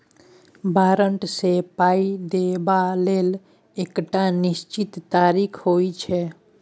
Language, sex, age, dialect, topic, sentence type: Maithili, male, 18-24, Bajjika, banking, statement